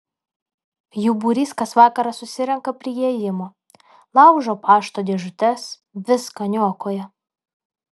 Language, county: Lithuanian, Alytus